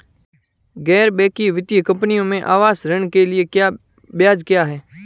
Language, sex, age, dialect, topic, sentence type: Hindi, male, 18-24, Marwari Dhudhari, banking, question